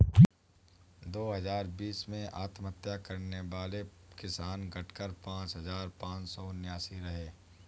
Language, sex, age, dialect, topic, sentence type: Hindi, male, 18-24, Awadhi Bundeli, agriculture, statement